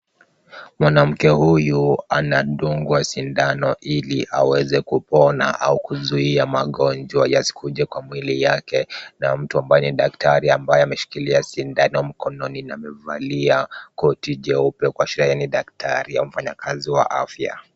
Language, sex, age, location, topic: Swahili, male, 36-49, Kisumu, health